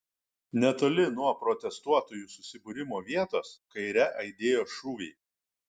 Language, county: Lithuanian, Kaunas